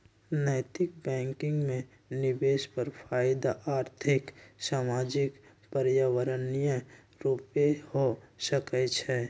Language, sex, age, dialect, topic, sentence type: Magahi, male, 60-100, Western, banking, statement